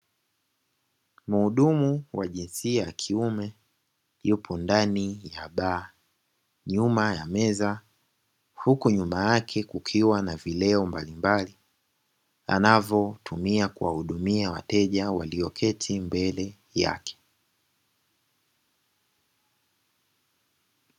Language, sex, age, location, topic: Swahili, male, 18-24, Dar es Salaam, finance